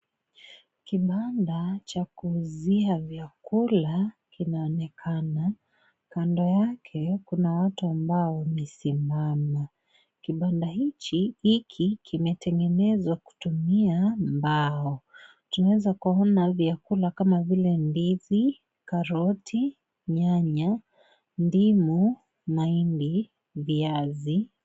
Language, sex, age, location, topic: Swahili, female, 25-35, Kisii, finance